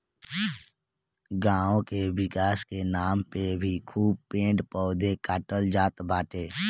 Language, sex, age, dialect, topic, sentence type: Bhojpuri, male, <18, Northern, agriculture, statement